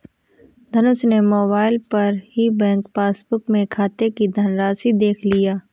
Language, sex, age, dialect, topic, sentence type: Hindi, female, 18-24, Awadhi Bundeli, banking, statement